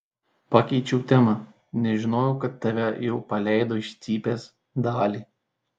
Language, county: Lithuanian, Šiauliai